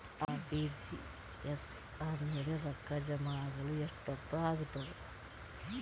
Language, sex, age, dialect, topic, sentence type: Kannada, female, 46-50, Northeastern, banking, question